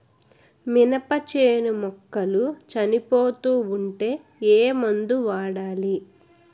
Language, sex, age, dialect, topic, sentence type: Telugu, female, 18-24, Utterandhra, agriculture, question